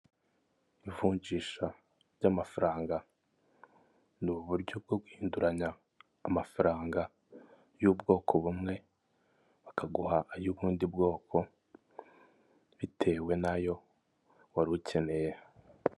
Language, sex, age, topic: Kinyarwanda, male, 25-35, finance